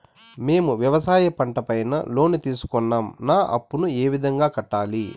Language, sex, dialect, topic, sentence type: Telugu, male, Southern, banking, question